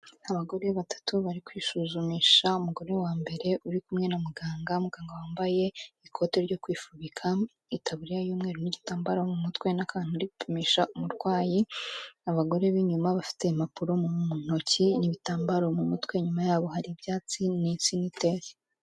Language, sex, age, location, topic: Kinyarwanda, female, 25-35, Kigali, health